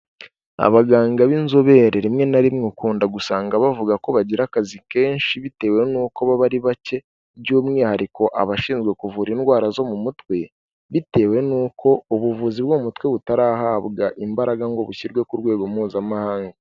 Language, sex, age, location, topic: Kinyarwanda, male, 18-24, Kigali, health